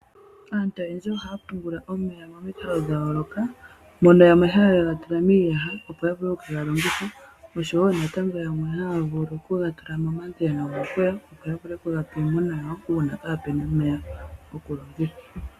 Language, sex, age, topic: Oshiwambo, female, 25-35, agriculture